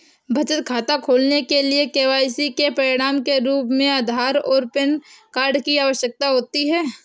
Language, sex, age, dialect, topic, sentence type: Hindi, female, 18-24, Awadhi Bundeli, banking, statement